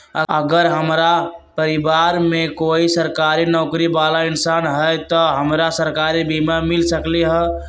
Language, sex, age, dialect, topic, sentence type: Magahi, male, 18-24, Western, agriculture, question